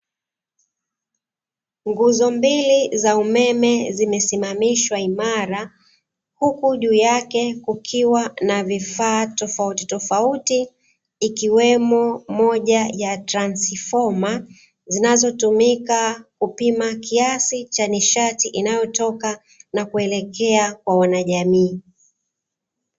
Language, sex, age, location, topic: Swahili, female, 36-49, Dar es Salaam, government